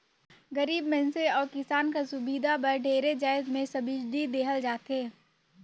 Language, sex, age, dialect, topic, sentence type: Chhattisgarhi, female, 18-24, Northern/Bhandar, banking, statement